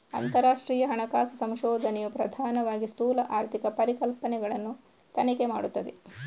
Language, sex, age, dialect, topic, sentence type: Kannada, female, 31-35, Coastal/Dakshin, banking, statement